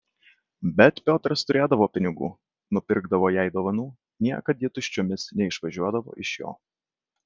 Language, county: Lithuanian, Kaunas